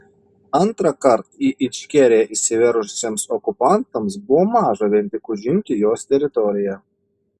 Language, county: Lithuanian, Šiauliai